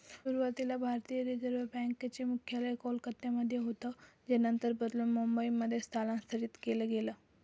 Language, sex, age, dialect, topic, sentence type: Marathi, female, 18-24, Northern Konkan, banking, statement